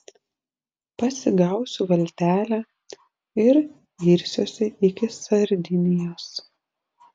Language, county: Lithuanian, Šiauliai